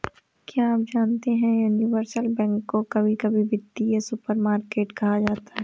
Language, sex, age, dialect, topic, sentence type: Hindi, female, 18-24, Awadhi Bundeli, banking, statement